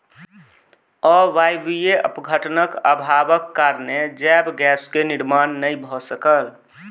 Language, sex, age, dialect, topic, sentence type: Maithili, male, 25-30, Southern/Standard, agriculture, statement